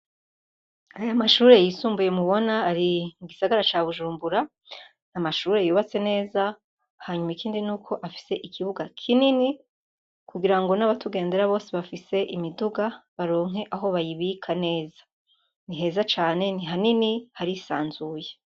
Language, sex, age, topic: Rundi, female, 36-49, education